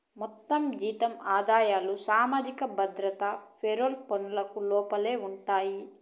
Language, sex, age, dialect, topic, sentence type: Telugu, female, 41-45, Southern, banking, statement